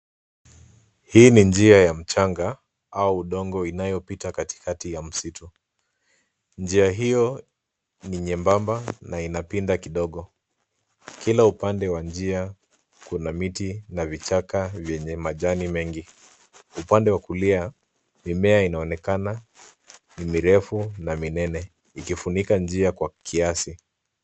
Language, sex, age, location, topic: Swahili, male, 25-35, Nairobi, agriculture